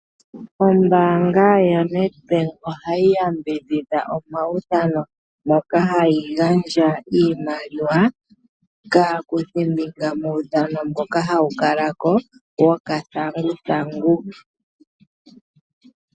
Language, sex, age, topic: Oshiwambo, male, 25-35, finance